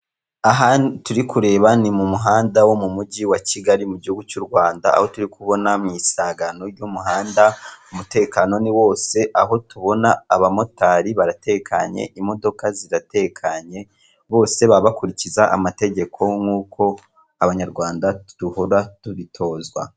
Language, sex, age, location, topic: Kinyarwanda, female, 36-49, Kigali, government